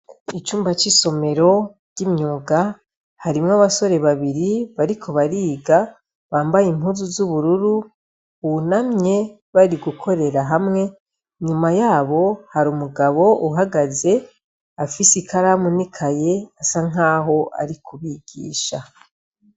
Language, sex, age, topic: Rundi, female, 36-49, education